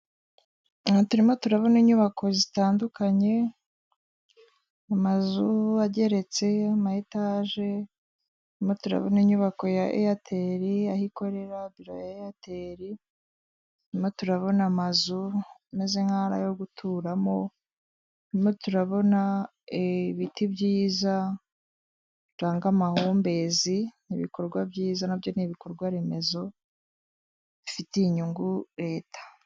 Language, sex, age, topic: Kinyarwanda, female, 25-35, government